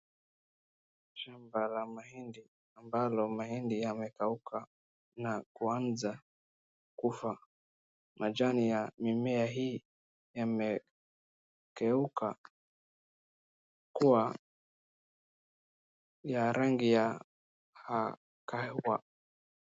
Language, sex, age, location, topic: Swahili, male, 36-49, Wajir, agriculture